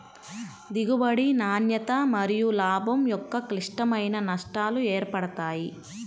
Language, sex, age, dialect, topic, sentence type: Telugu, female, 25-30, Central/Coastal, agriculture, statement